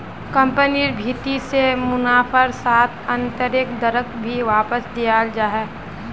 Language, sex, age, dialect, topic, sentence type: Magahi, female, 18-24, Northeastern/Surjapuri, banking, statement